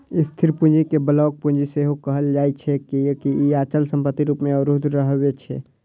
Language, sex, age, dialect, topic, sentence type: Maithili, male, 18-24, Eastern / Thethi, banking, statement